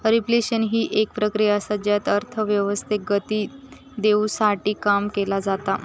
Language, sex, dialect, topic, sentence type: Marathi, female, Southern Konkan, banking, statement